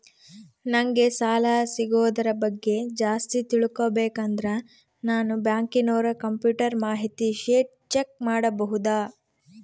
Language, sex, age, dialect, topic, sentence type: Kannada, female, 25-30, Central, banking, question